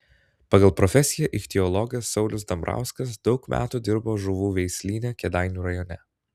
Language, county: Lithuanian, Klaipėda